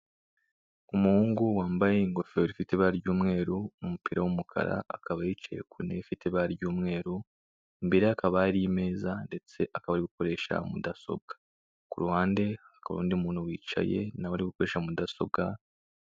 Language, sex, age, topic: Kinyarwanda, male, 18-24, government